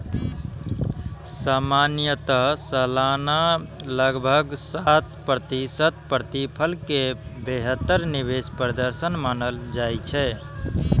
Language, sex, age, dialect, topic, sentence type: Maithili, male, 18-24, Eastern / Thethi, banking, statement